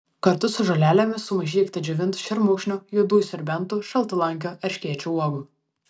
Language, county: Lithuanian, Vilnius